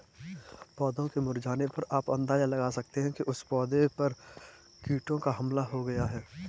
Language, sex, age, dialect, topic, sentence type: Hindi, male, 18-24, Kanauji Braj Bhasha, agriculture, statement